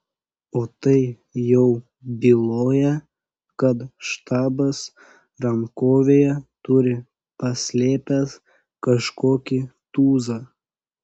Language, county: Lithuanian, Panevėžys